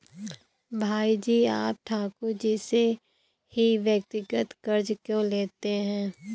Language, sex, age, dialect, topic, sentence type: Hindi, female, 18-24, Awadhi Bundeli, banking, statement